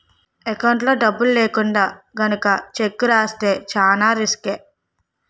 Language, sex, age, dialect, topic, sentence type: Telugu, female, 18-24, Utterandhra, banking, statement